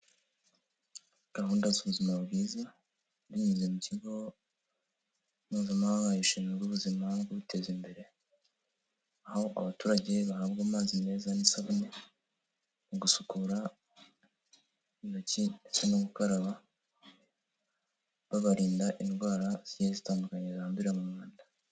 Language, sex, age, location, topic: Kinyarwanda, male, 18-24, Kigali, health